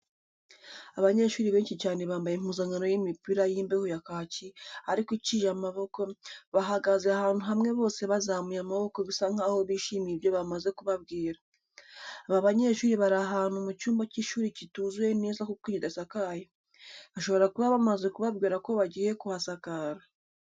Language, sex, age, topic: Kinyarwanda, female, 18-24, education